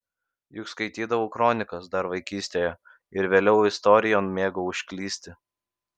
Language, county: Lithuanian, Kaunas